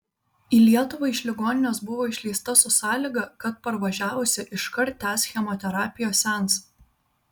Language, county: Lithuanian, Vilnius